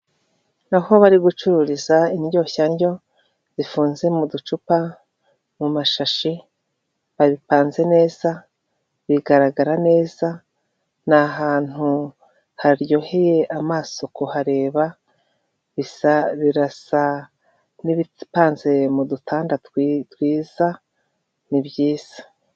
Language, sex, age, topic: Kinyarwanda, female, 36-49, finance